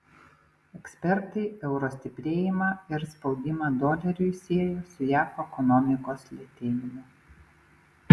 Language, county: Lithuanian, Panevėžys